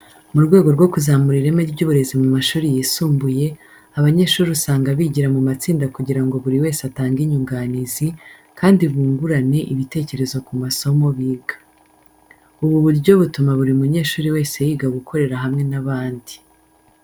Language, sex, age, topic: Kinyarwanda, female, 25-35, education